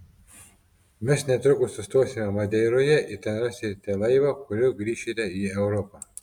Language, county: Lithuanian, Telšiai